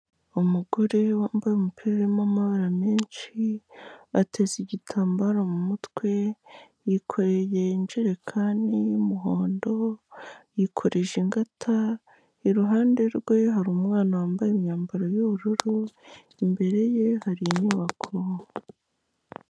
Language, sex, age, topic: Kinyarwanda, male, 18-24, health